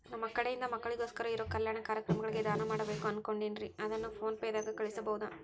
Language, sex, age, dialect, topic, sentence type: Kannada, female, 41-45, Central, banking, question